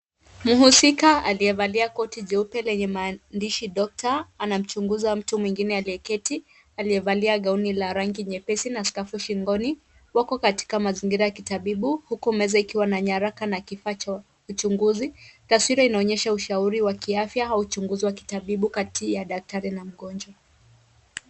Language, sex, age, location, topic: Swahili, female, 18-24, Kisumu, health